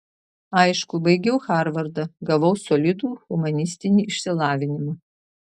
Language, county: Lithuanian, Marijampolė